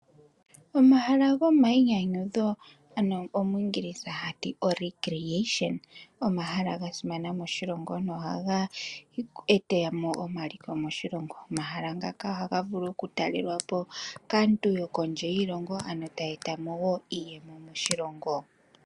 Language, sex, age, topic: Oshiwambo, female, 18-24, agriculture